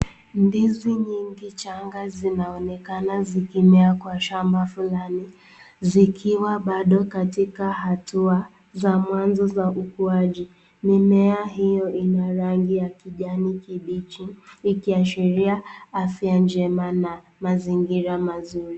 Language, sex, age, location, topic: Swahili, female, 18-24, Nakuru, agriculture